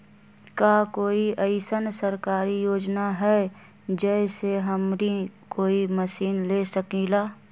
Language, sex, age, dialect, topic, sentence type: Magahi, female, 31-35, Western, agriculture, question